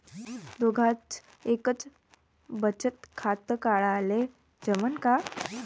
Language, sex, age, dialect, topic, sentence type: Marathi, female, 18-24, Varhadi, banking, question